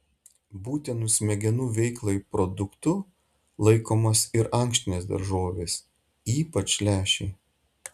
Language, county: Lithuanian, Šiauliai